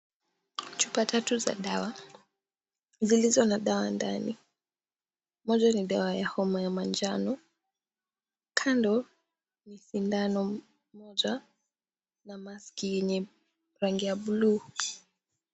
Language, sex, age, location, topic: Swahili, female, 18-24, Mombasa, health